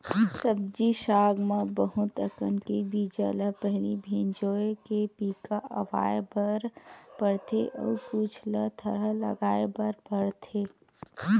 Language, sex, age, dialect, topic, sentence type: Chhattisgarhi, female, 25-30, Western/Budati/Khatahi, agriculture, statement